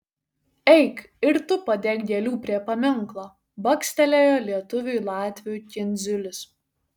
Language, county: Lithuanian, Šiauliai